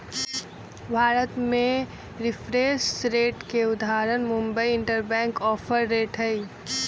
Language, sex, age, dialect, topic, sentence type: Magahi, female, 25-30, Western, banking, statement